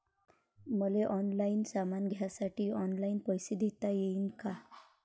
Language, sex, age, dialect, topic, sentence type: Marathi, female, 25-30, Varhadi, banking, question